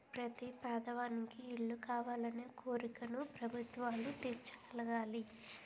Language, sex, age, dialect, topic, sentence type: Telugu, female, 25-30, Utterandhra, banking, statement